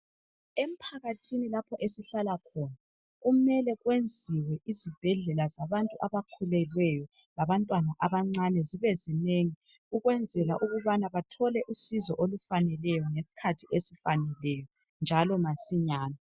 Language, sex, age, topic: North Ndebele, male, 25-35, health